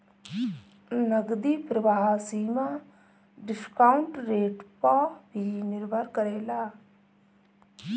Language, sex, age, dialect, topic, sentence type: Bhojpuri, female, 31-35, Northern, banking, statement